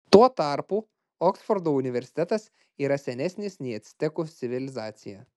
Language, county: Lithuanian, Klaipėda